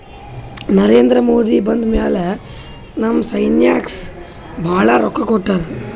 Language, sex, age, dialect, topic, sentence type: Kannada, male, 60-100, Northeastern, banking, statement